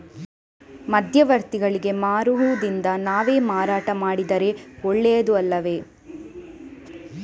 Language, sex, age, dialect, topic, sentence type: Kannada, female, 18-24, Coastal/Dakshin, agriculture, question